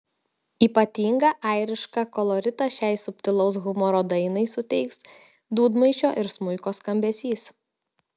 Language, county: Lithuanian, Telšiai